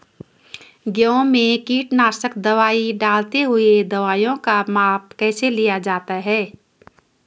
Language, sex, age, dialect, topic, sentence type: Hindi, female, 25-30, Hindustani Malvi Khadi Boli, agriculture, question